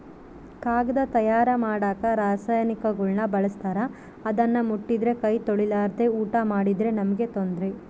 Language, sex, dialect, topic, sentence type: Kannada, female, Central, agriculture, statement